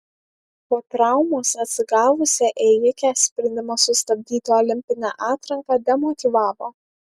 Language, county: Lithuanian, Alytus